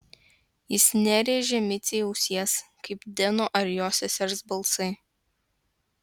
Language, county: Lithuanian, Klaipėda